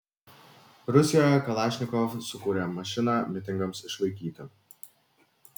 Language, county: Lithuanian, Vilnius